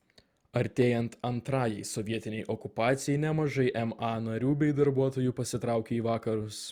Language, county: Lithuanian, Vilnius